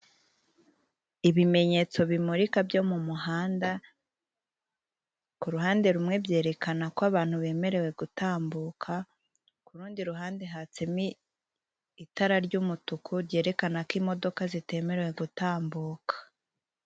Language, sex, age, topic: Kinyarwanda, female, 18-24, government